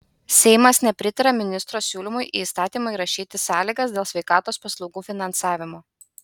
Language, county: Lithuanian, Utena